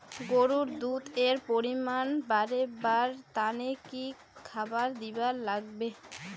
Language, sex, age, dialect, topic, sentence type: Bengali, female, 18-24, Rajbangshi, agriculture, question